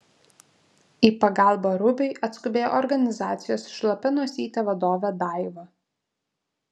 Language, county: Lithuanian, Vilnius